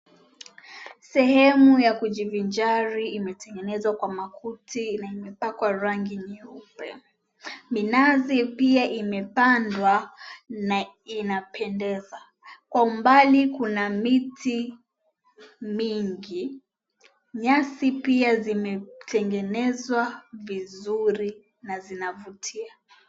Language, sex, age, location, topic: Swahili, female, 18-24, Mombasa, government